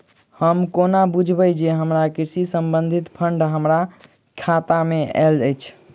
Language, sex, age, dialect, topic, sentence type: Maithili, male, 46-50, Southern/Standard, banking, question